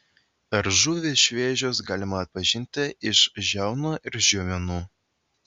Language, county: Lithuanian, Vilnius